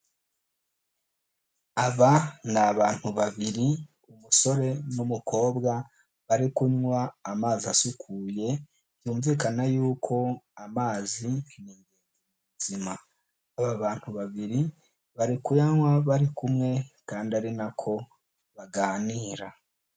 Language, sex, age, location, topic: Kinyarwanda, male, 18-24, Huye, health